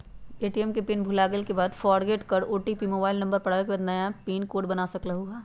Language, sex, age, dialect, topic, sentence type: Magahi, female, 31-35, Western, banking, question